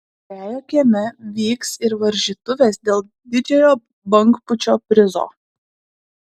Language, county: Lithuanian, Klaipėda